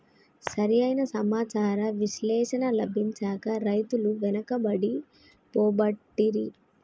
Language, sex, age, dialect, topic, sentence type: Telugu, female, 18-24, Telangana, agriculture, statement